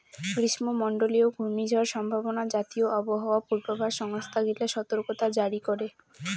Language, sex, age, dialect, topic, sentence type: Bengali, female, 18-24, Rajbangshi, agriculture, statement